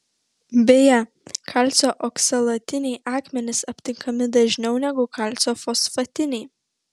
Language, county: Lithuanian, Vilnius